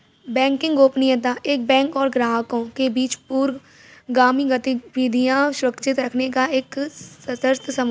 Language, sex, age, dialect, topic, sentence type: Hindi, female, 46-50, Kanauji Braj Bhasha, banking, statement